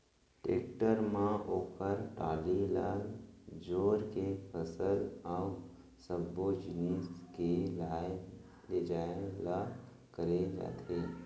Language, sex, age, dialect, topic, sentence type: Chhattisgarhi, male, 25-30, Central, agriculture, statement